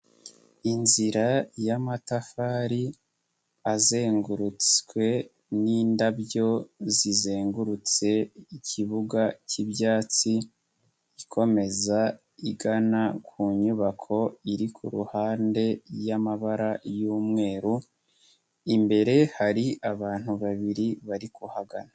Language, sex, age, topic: Kinyarwanda, male, 18-24, education